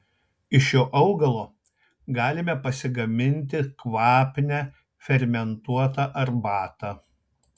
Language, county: Lithuanian, Tauragė